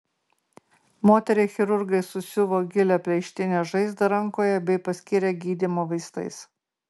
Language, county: Lithuanian, Marijampolė